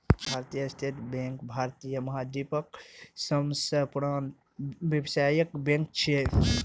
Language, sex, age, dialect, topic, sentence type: Maithili, male, 25-30, Eastern / Thethi, banking, statement